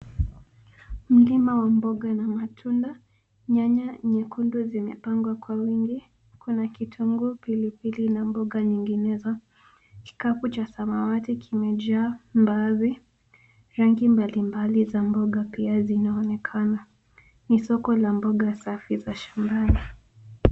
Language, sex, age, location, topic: Swahili, female, 18-24, Nairobi, finance